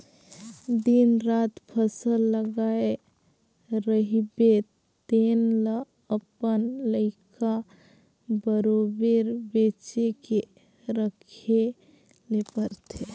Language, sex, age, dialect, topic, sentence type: Chhattisgarhi, female, 18-24, Northern/Bhandar, agriculture, statement